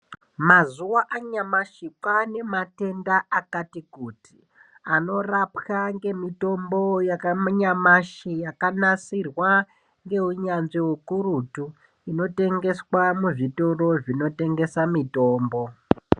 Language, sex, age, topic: Ndau, male, 18-24, health